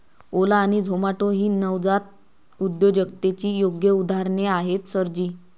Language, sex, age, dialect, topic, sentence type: Marathi, female, 25-30, Varhadi, banking, statement